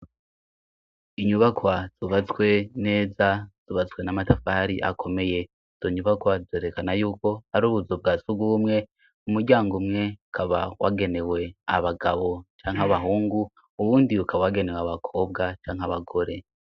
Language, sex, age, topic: Rundi, male, 25-35, education